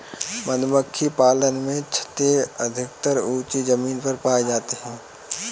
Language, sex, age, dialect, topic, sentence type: Hindi, male, 18-24, Kanauji Braj Bhasha, agriculture, statement